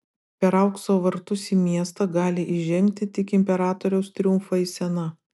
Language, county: Lithuanian, Utena